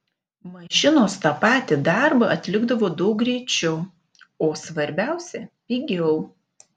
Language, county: Lithuanian, Panevėžys